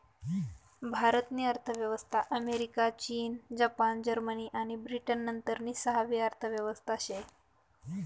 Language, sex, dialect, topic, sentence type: Marathi, female, Northern Konkan, banking, statement